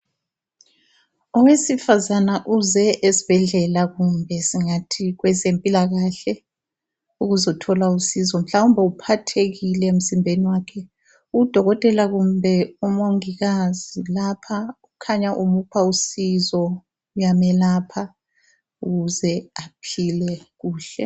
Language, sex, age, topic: North Ndebele, female, 36-49, health